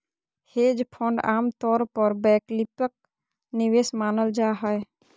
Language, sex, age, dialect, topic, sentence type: Magahi, female, 36-40, Southern, banking, statement